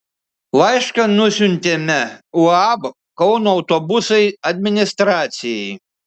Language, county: Lithuanian, Šiauliai